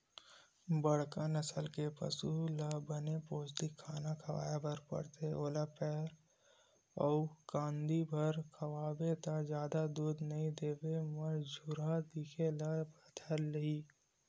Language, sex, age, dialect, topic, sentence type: Chhattisgarhi, male, 18-24, Western/Budati/Khatahi, agriculture, statement